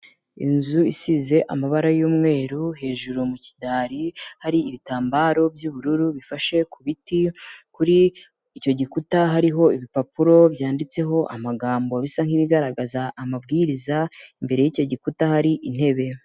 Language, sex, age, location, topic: Kinyarwanda, female, 18-24, Kigali, education